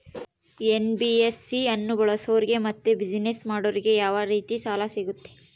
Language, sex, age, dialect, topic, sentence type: Kannada, female, 18-24, Central, banking, question